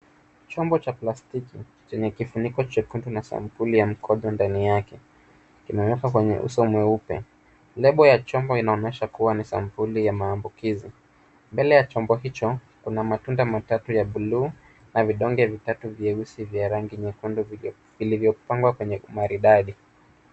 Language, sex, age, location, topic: Swahili, male, 25-35, Kisumu, health